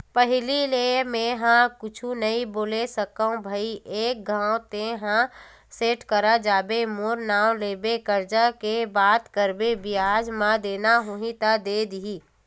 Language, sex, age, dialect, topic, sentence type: Chhattisgarhi, female, 31-35, Western/Budati/Khatahi, banking, statement